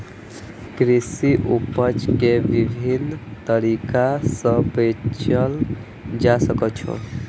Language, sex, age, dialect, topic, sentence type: Maithili, male, 25-30, Eastern / Thethi, agriculture, statement